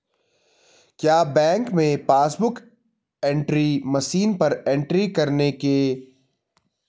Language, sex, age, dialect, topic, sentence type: Hindi, male, 18-24, Garhwali, banking, question